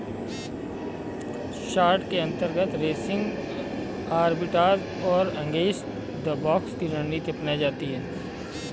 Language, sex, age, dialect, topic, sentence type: Hindi, male, 25-30, Kanauji Braj Bhasha, banking, statement